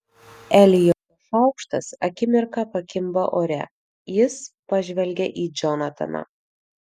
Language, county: Lithuanian, Vilnius